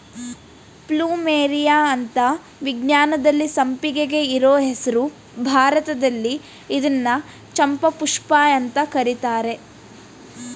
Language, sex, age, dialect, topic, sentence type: Kannada, female, 18-24, Mysore Kannada, agriculture, statement